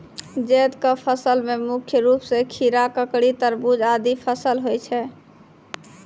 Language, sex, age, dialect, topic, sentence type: Maithili, female, 18-24, Angika, agriculture, statement